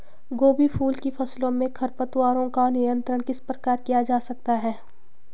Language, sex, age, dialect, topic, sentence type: Hindi, female, 25-30, Garhwali, agriculture, question